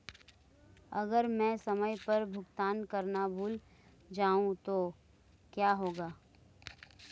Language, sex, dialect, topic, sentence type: Hindi, female, Marwari Dhudhari, banking, question